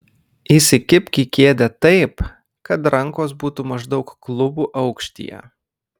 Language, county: Lithuanian, Kaunas